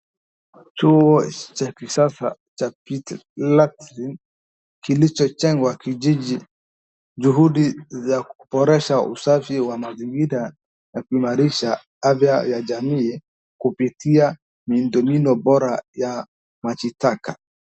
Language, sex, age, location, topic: Swahili, male, 18-24, Wajir, health